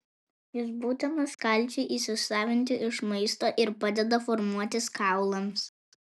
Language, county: Lithuanian, Vilnius